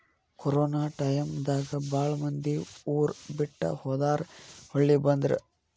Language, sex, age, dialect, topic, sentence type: Kannada, male, 18-24, Dharwad Kannada, agriculture, statement